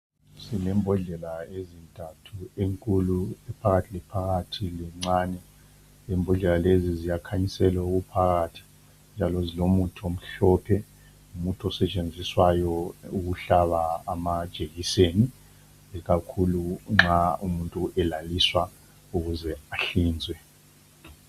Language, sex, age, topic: North Ndebele, male, 50+, health